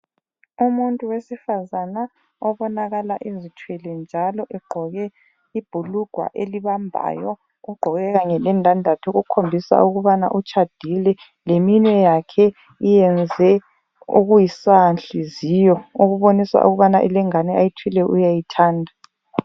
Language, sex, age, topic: North Ndebele, female, 25-35, health